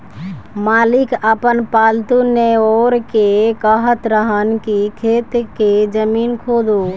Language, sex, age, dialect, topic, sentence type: Bhojpuri, female, <18, Southern / Standard, agriculture, question